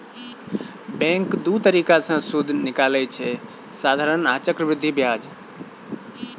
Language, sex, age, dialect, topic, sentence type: Maithili, female, 36-40, Bajjika, banking, statement